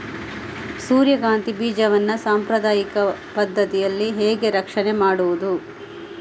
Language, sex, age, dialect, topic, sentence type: Kannada, female, 25-30, Coastal/Dakshin, agriculture, question